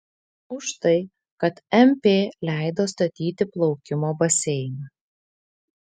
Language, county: Lithuanian, Vilnius